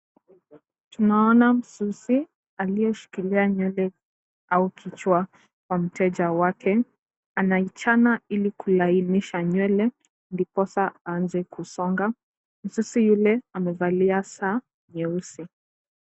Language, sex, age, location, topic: Swahili, female, 18-24, Kisumu, health